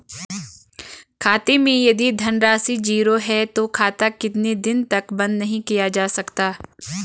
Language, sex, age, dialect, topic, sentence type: Hindi, female, 25-30, Garhwali, banking, question